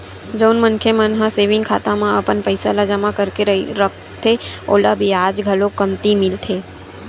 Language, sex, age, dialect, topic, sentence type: Chhattisgarhi, female, 18-24, Western/Budati/Khatahi, banking, statement